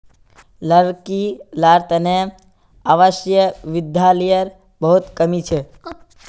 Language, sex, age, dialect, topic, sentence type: Magahi, male, 18-24, Northeastern/Surjapuri, banking, statement